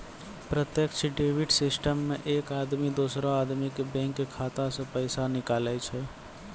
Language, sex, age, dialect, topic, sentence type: Maithili, male, 18-24, Angika, banking, statement